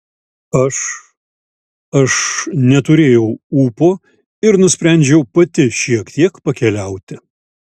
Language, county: Lithuanian, Šiauliai